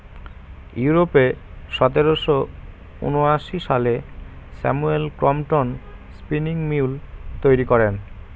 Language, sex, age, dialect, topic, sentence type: Bengali, male, 18-24, Standard Colloquial, agriculture, statement